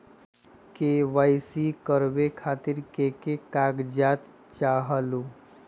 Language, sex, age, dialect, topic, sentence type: Magahi, male, 25-30, Western, banking, question